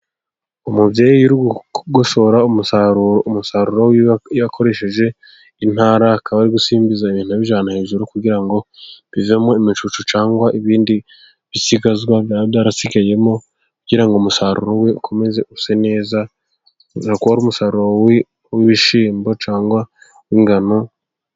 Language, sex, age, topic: Kinyarwanda, male, 18-24, agriculture